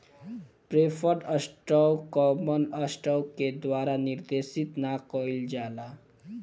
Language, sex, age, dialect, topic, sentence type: Bhojpuri, male, 18-24, Southern / Standard, banking, statement